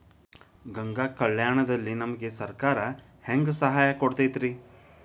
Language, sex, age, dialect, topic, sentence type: Kannada, male, 25-30, Dharwad Kannada, agriculture, question